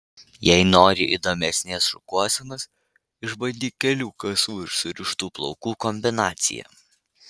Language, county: Lithuanian, Vilnius